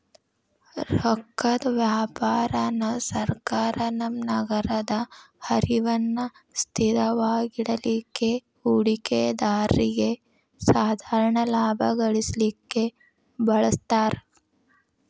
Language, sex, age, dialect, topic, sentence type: Kannada, female, 18-24, Dharwad Kannada, banking, statement